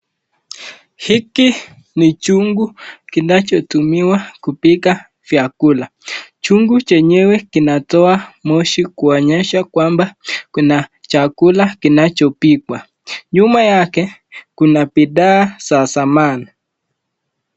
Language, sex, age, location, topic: Swahili, male, 18-24, Nakuru, health